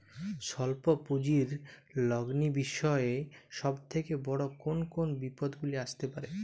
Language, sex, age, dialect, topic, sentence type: Bengali, male, 25-30, Jharkhandi, banking, question